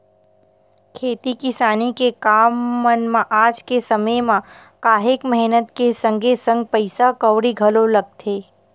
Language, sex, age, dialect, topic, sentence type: Chhattisgarhi, female, 25-30, Western/Budati/Khatahi, agriculture, statement